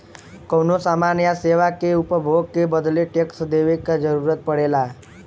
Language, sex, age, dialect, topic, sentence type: Bhojpuri, male, 18-24, Western, banking, statement